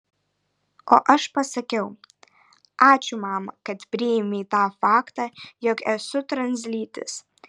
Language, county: Lithuanian, Vilnius